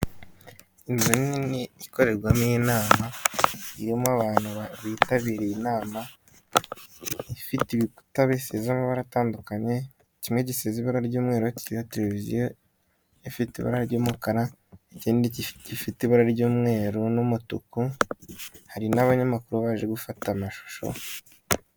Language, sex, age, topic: Kinyarwanda, male, 18-24, government